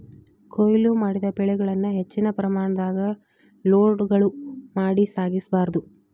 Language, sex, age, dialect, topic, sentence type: Kannada, female, 31-35, Dharwad Kannada, agriculture, statement